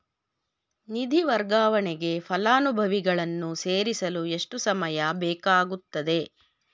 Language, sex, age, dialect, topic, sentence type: Kannada, female, 46-50, Mysore Kannada, banking, question